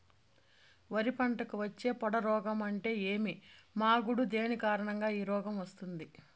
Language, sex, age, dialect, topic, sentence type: Telugu, female, 31-35, Southern, agriculture, question